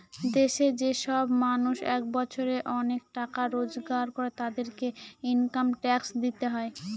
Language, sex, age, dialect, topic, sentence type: Bengali, female, 18-24, Northern/Varendri, banking, statement